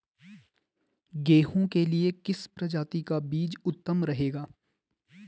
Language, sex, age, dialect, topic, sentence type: Hindi, male, 18-24, Garhwali, agriculture, question